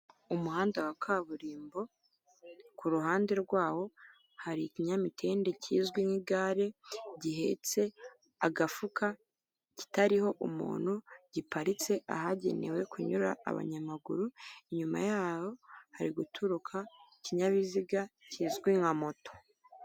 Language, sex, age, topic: Kinyarwanda, female, 18-24, government